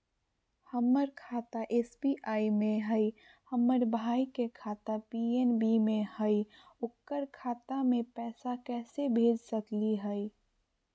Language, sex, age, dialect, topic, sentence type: Magahi, female, 41-45, Southern, banking, question